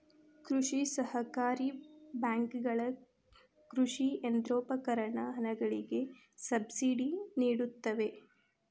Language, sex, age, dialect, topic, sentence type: Kannada, female, 25-30, Dharwad Kannada, agriculture, statement